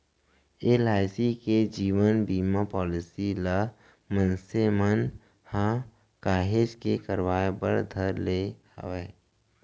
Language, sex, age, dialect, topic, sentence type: Chhattisgarhi, male, 25-30, Central, banking, statement